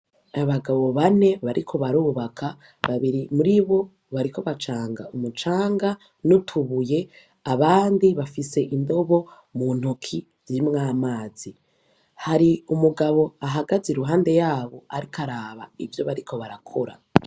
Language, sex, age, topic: Rundi, female, 18-24, education